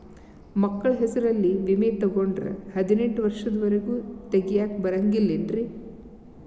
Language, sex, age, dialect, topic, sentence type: Kannada, female, 46-50, Dharwad Kannada, banking, question